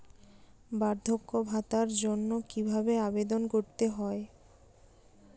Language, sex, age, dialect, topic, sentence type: Bengali, female, 18-24, Western, banking, question